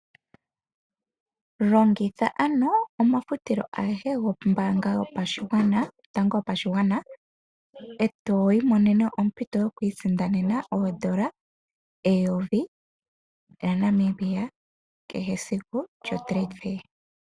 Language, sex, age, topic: Oshiwambo, female, 18-24, finance